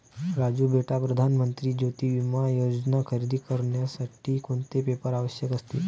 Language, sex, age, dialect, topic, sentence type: Marathi, male, 18-24, Varhadi, banking, statement